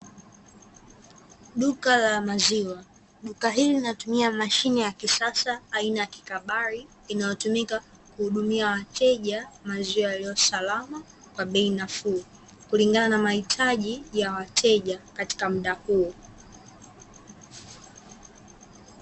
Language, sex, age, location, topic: Swahili, female, 18-24, Dar es Salaam, finance